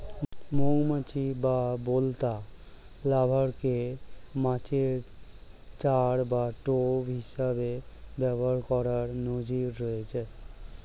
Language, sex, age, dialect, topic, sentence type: Bengali, male, 36-40, Standard Colloquial, agriculture, statement